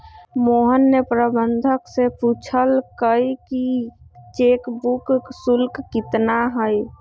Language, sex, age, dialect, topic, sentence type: Magahi, male, 25-30, Western, banking, statement